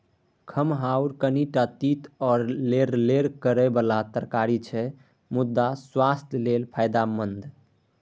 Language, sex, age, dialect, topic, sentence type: Maithili, male, 18-24, Bajjika, agriculture, statement